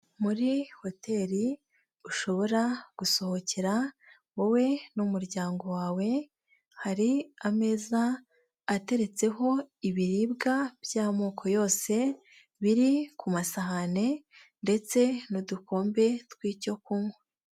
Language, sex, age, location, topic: Kinyarwanda, female, 18-24, Nyagatare, finance